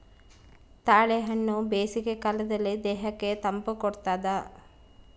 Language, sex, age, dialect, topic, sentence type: Kannada, female, 36-40, Central, agriculture, statement